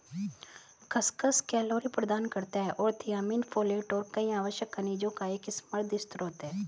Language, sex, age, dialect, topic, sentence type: Hindi, female, 36-40, Hindustani Malvi Khadi Boli, agriculture, statement